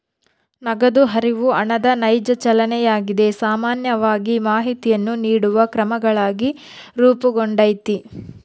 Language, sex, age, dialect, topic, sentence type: Kannada, female, 31-35, Central, banking, statement